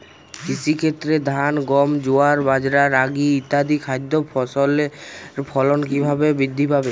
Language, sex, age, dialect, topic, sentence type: Bengali, male, 18-24, Jharkhandi, agriculture, question